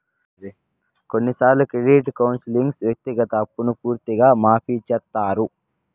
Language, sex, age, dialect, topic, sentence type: Telugu, male, 56-60, Southern, banking, statement